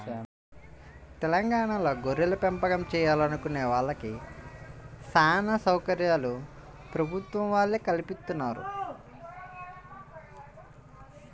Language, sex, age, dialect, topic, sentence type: Telugu, male, 25-30, Central/Coastal, agriculture, statement